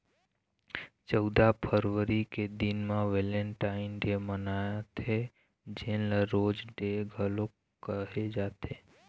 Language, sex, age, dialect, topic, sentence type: Chhattisgarhi, male, 18-24, Eastern, agriculture, statement